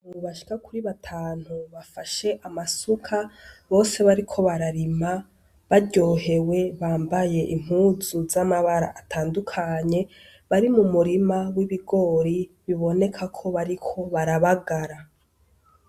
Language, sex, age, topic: Rundi, female, 18-24, agriculture